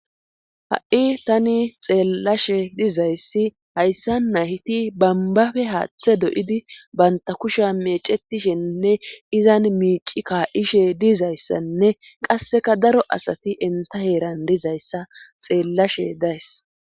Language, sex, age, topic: Gamo, female, 25-35, government